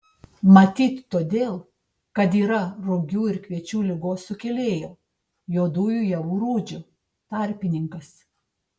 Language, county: Lithuanian, Tauragė